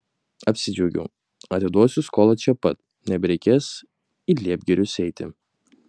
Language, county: Lithuanian, Kaunas